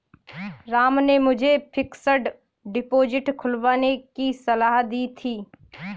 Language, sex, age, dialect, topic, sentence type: Hindi, female, 18-24, Kanauji Braj Bhasha, banking, statement